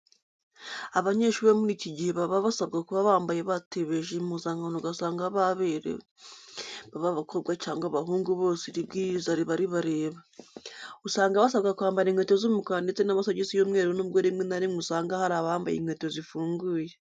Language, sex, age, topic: Kinyarwanda, female, 25-35, education